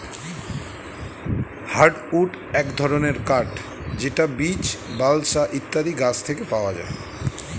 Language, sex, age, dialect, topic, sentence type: Bengali, male, 41-45, Standard Colloquial, agriculture, statement